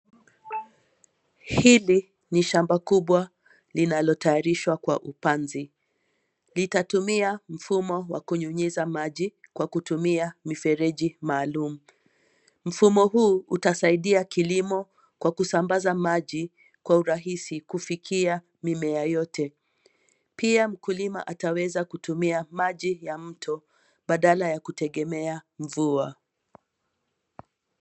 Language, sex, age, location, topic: Swahili, female, 18-24, Nairobi, agriculture